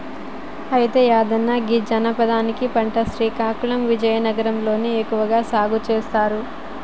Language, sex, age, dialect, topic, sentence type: Telugu, female, 25-30, Telangana, agriculture, statement